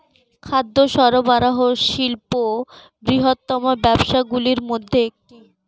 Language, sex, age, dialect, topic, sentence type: Bengali, female, 18-24, Standard Colloquial, agriculture, statement